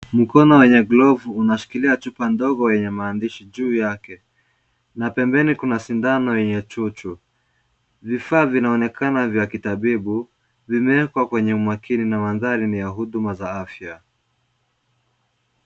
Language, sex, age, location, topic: Swahili, male, 18-24, Kisumu, health